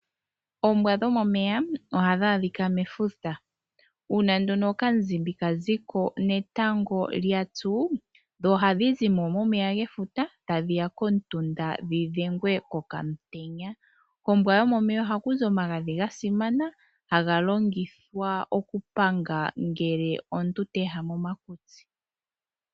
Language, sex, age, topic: Oshiwambo, female, 25-35, agriculture